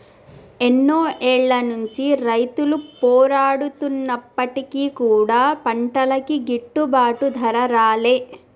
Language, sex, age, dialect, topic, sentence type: Telugu, female, 25-30, Telangana, banking, statement